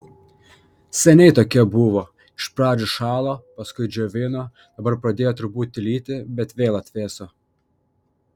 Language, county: Lithuanian, Panevėžys